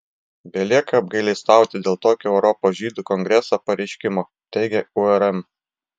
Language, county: Lithuanian, Klaipėda